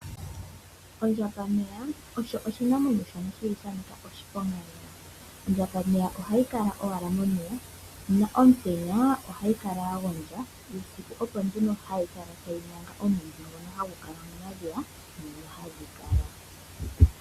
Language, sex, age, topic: Oshiwambo, female, 18-24, agriculture